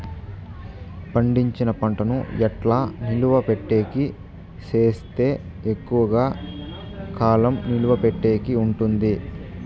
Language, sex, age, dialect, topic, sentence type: Telugu, male, 18-24, Southern, agriculture, question